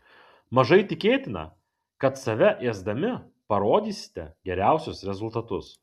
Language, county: Lithuanian, Kaunas